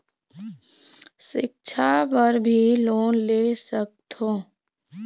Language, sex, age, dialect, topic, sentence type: Chhattisgarhi, female, 25-30, Eastern, banking, question